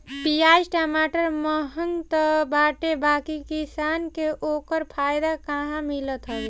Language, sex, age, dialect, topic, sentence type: Bhojpuri, female, 18-24, Northern, agriculture, statement